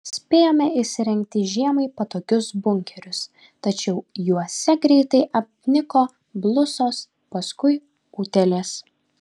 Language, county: Lithuanian, Kaunas